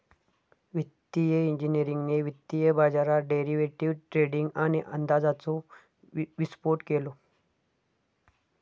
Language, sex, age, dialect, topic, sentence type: Marathi, male, 25-30, Southern Konkan, banking, statement